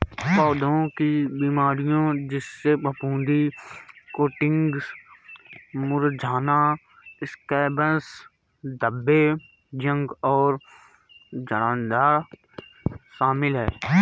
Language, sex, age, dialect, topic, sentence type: Hindi, male, 18-24, Awadhi Bundeli, agriculture, statement